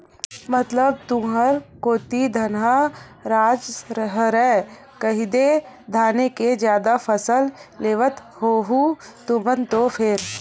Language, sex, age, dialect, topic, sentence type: Chhattisgarhi, female, 18-24, Western/Budati/Khatahi, agriculture, statement